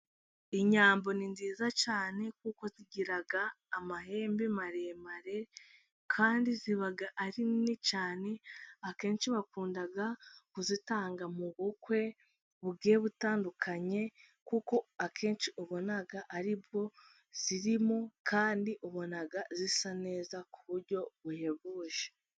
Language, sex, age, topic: Kinyarwanda, female, 18-24, agriculture